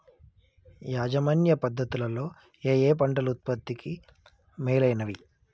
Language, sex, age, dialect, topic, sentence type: Telugu, male, 25-30, Telangana, agriculture, question